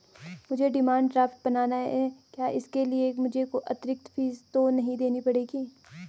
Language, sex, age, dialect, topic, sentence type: Hindi, female, 18-24, Garhwali, banking, question